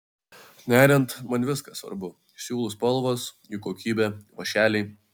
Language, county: Lithuanian, Vilnius